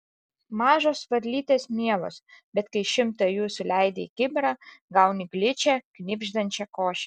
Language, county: Lithuanian, Alytus